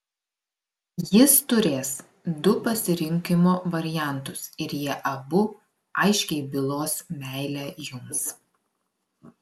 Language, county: Lithuanian, Klaipėda